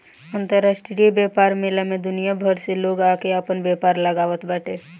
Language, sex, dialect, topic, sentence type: Bhojpuri, female, Northern, banking, statement